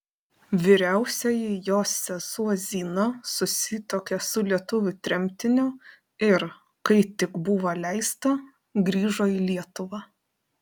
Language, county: Lithuanian, Panevėžys